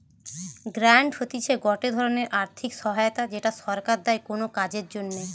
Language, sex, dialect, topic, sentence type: Bengali, female, Western, banking, statement